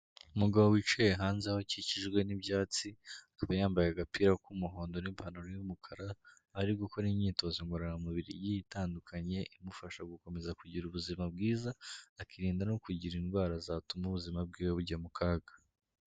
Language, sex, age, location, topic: Kinyarwanda, male, 18-24, Kigali, health